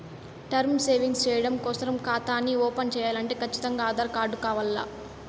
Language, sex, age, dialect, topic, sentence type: Telugu, female, 18-24, Southern, banking, statement